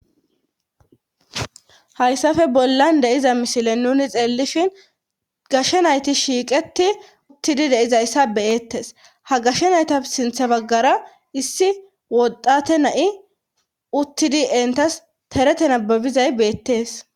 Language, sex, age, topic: Gamo, female, 25-35, government